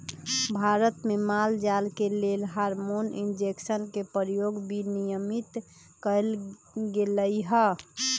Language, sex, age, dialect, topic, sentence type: Magahi, female, 25-30, Western, agriculture, statement